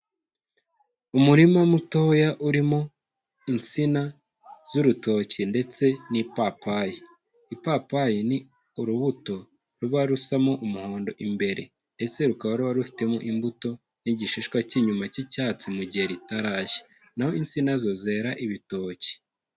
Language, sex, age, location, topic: Kinyarwanda, male, 18-24, Huye, agriculture